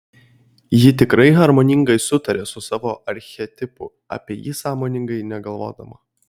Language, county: Lithuanian, Kaunas